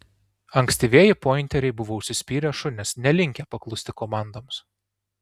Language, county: Lithuanian, Tauragė